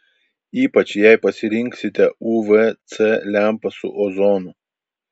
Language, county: Lithuanian, Vilnius